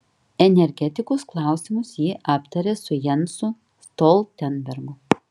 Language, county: Lithuanian, Kaunas